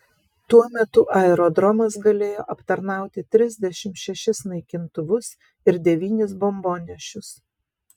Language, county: Lithuanian, Vilnius